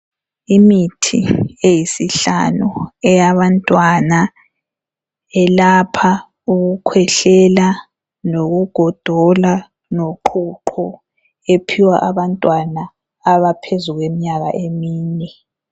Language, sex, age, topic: North Ndebele, female, 25-35, health